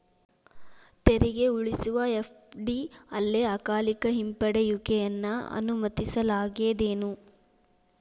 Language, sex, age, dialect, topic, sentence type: Kannada, female, 18-24, Dharwad Kannada, banking, statement